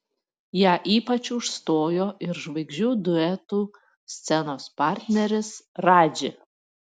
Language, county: Lithuanian, Panevėžys